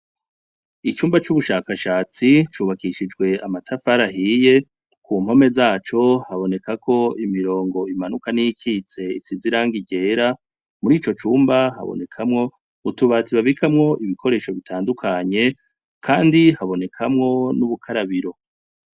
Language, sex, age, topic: Rundi, male, 36-49, education